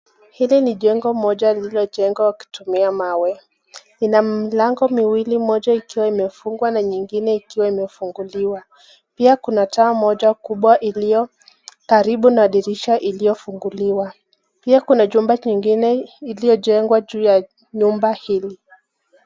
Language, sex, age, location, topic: Swahili, female, 25-35, Nakuru, education